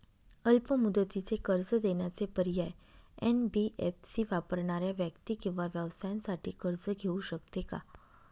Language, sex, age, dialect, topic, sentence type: Marathi, female, 18-24, Northern Konkan, banking, question